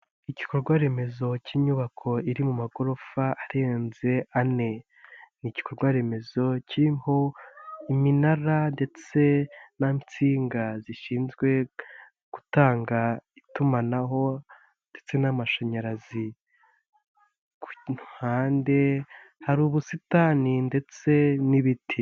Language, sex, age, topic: Kinyarwanda, female, 18-24, government